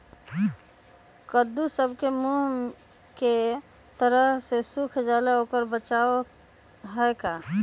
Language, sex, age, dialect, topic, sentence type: Magahi, male, 31-35, Western, agriculture, question